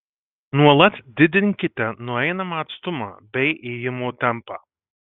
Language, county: Lithuanian, Marijampolė